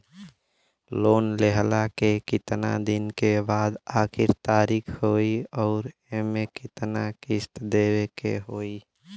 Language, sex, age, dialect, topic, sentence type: Bhojpuri, male, <18, Western, banking, question